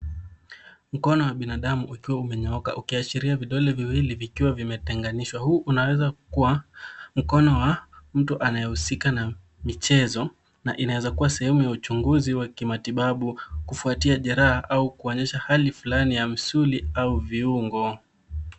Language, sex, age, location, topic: Swahili, male, 18-24, Nairobi, health